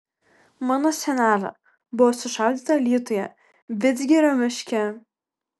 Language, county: Lithuanian, Kaunas